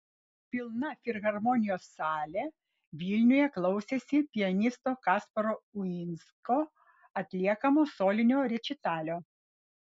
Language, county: Lithuanian, Vilnius